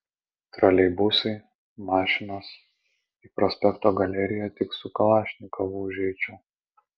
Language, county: Lithuanian, Vilnius